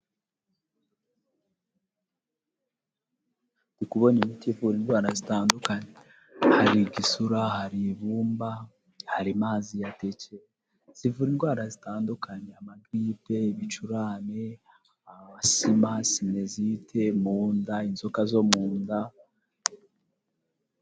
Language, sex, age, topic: Kinyarwanda, male, 25-35, health